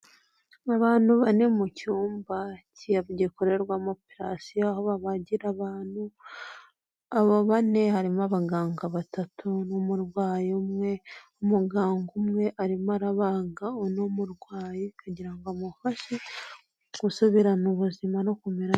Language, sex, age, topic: Kinyarwanda, female, 18-24, health